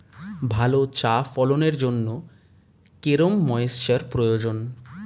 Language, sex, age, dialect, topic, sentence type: Bengali, male, 25-30, Standard Colloquial, agriculture, question